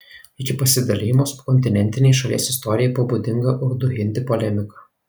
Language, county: Lithuanian, Kaunas